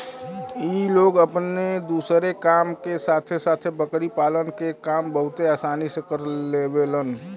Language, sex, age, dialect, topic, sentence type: Bhojpuri, male, 36-40, Western, agriculture, statement